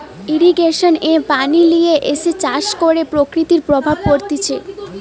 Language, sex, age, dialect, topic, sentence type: Bengali, female, 18-24, Western, agriculture, statement